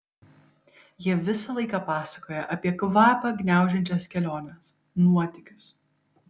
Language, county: Lithuanian, Kaunas